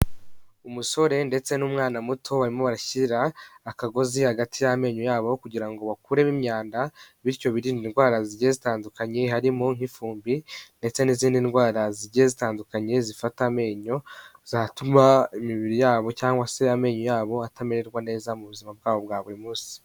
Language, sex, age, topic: Kinyarwanda, male, 18-24, health